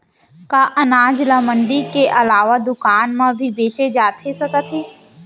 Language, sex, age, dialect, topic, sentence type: Chhattisgarhi, female, 18-24, Central, agriculture, question